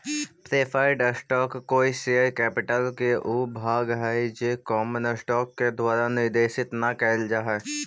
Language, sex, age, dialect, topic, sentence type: Magahi, male, 25-30, Central/Standard, banking, statement